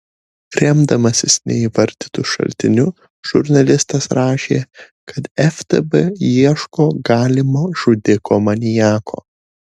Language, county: Lithuanian, Šiauliai